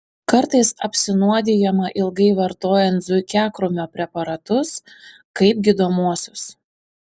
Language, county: Lithuanian, Panevėžys